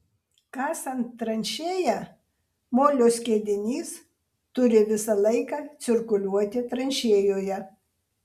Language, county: Lithuanian, Vilnius